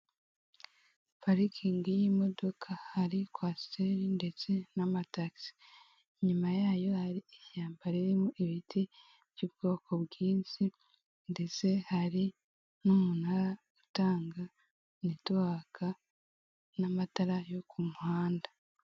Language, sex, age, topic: Kinyarwanda, female, 18-24, government